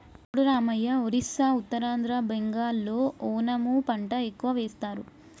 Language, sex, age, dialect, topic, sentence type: Telugu, male, 18-24, Telangana, agriculture, statement